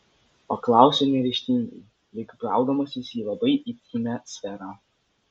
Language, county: Lithuanian, Vilnius